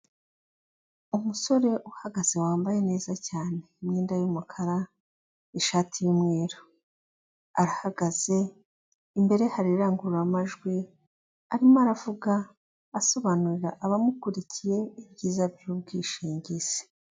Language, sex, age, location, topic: Kinyarwanda, female, 36-49, Kigali, finance